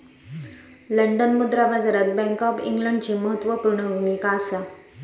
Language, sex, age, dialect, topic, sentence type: Marathi, female, 56-60, Southern Konkan, banking, statement